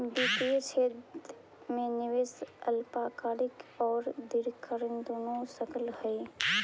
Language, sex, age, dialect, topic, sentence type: Magahi, male, 31-35, Central/Standard, banking, statement